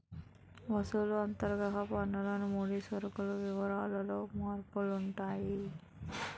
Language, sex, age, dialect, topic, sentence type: Telugu, female, 18-24, Utterandhra, banking, statement